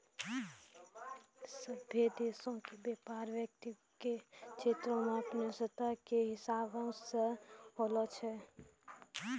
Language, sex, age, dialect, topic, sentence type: Maithili, female, 18-24, Angika, banking, statement